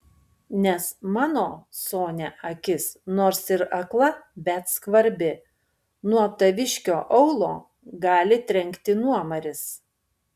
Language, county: Lithuanian, Panevėžys